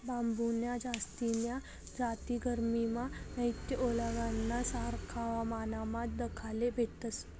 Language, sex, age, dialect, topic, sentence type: Marathi, female, 18-24, Northern Konkan, agriculture, statement